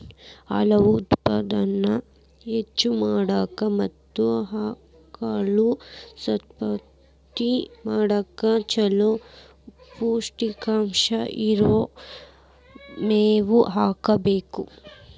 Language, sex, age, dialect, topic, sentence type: Kannada, female, 18-24, Dharwad Kannada, agriculture, statement